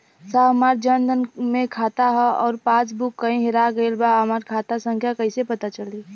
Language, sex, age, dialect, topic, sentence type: Bhojpuri, female, 18-24, Western, banking, question